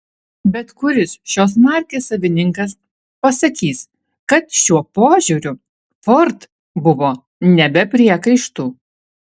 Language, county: Lithuanian, Alytus